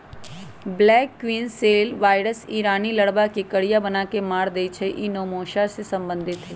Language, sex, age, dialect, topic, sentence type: Magahi, male, 18-24, Western, agriculture, statement